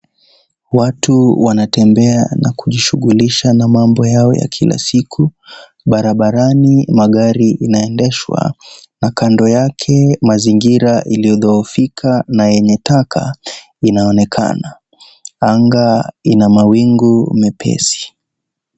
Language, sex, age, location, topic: Swahili, male, 18-24, Kisii, government